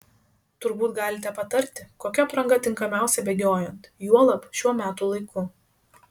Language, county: Lithuanian, Šiauliai